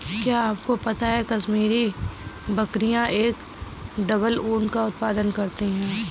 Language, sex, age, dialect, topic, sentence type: Hindi, female, 25-30, Kanauji Braj Bhasha, agriculture, statement